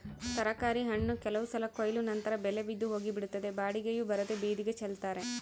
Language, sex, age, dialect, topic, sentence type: Kannada, female, 25-30, Central, agriculture, statement